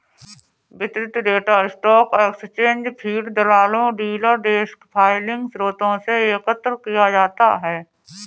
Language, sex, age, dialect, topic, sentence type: Hindi, female, 31-35, Awadhi Bundeli, banking, statement